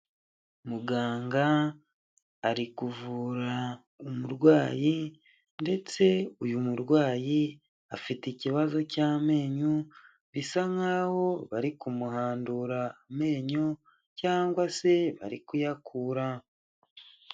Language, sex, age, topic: Kinyarwanda, male, 18-24, health